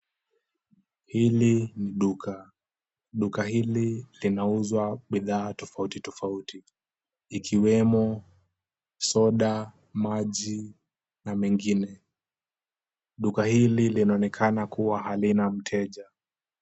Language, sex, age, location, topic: Swahili, male, 18-24, Kisumu, finance